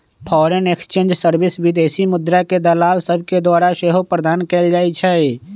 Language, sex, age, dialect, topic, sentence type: Magahi, male, 25-30, Western, banking, statement